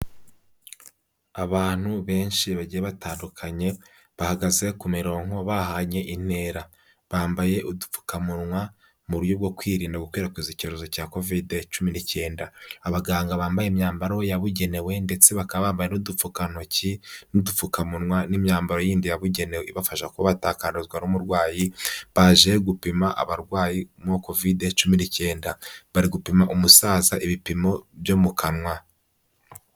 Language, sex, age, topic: Kinyarwanda, male, 18-24, health